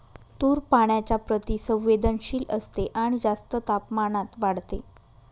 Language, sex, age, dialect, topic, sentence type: Marathi, female, 31-35, Northern Konkan, agriculture, statement